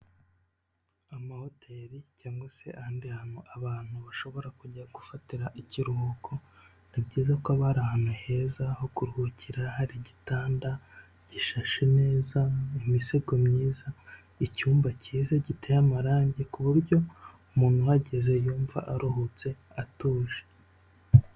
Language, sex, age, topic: Kinyarwanda, male, 25-35, finance